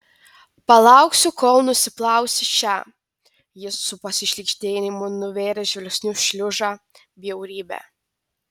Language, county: Lithuanian, Telšiai